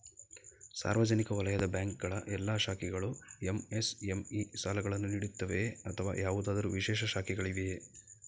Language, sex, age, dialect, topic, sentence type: Kannada, male, 31-35, Mysore Kannada, banking, question